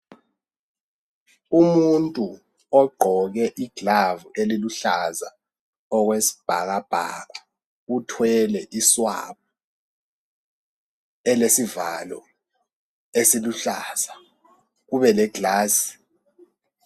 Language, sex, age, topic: North Ndebele, male, 18-24, health